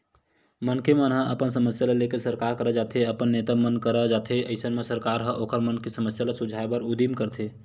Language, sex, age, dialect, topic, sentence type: Chhattisgarhi, male, 18-24, Western/Budati/Khatahi, banking, statement